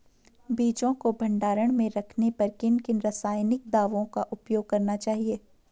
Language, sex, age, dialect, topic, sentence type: Hindi, female, 18-24, Garhwali, agriculture, question